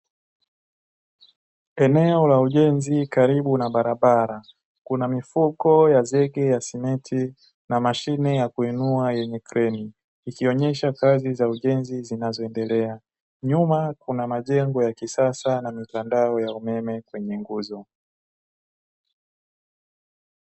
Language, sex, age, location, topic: Swahili, male, 18-24, Dar es Salaam, government